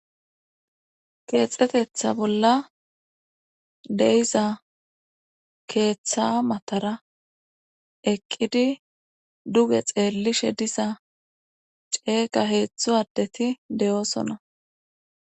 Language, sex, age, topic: Gamo, female, 25-35, government